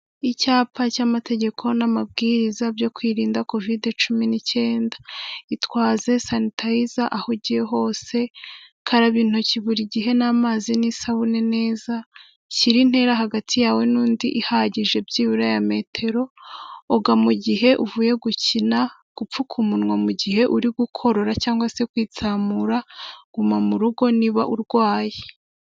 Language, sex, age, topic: Kinyarwanda, female, 18-24, health